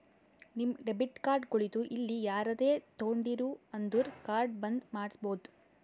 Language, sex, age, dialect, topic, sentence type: Kannada, female, 18-24, Northeastern, banking, statement